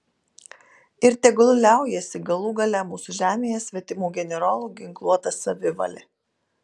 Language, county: Lithuanian, Telšiai